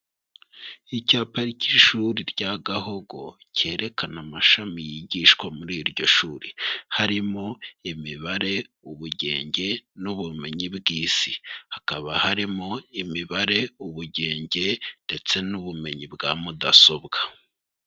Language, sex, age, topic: Kinyarwanda, male, 25-35, education